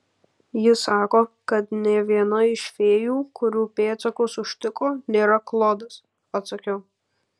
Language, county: Lithuanian, Kaunas